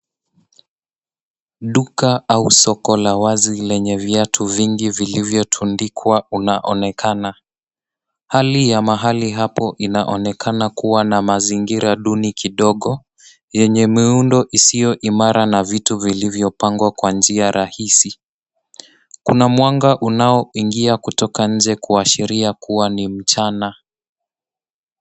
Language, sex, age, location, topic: Swahili, male, 18-24, Nairobi, finance